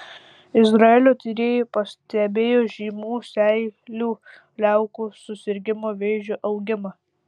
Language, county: Lithuanian, Tauragė